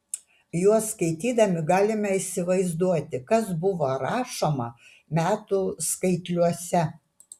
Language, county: Lithuanian, Utena